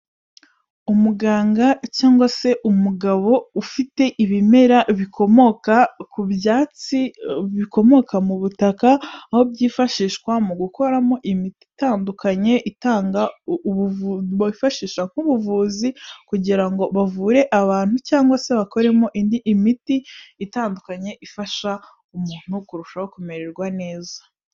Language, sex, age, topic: Kinyarwanda, female, 18-24, health